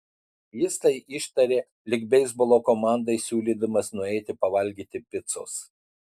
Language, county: Lithuanian, Utena